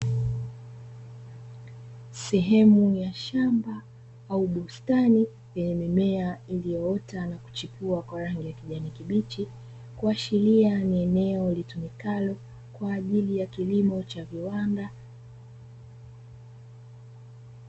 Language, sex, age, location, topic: Swahili, female, 25-35, Dar es Salaam, agriculture